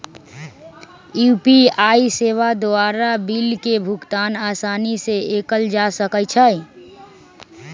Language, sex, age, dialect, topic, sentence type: Magahi, male, 36-40, Western, banking, statement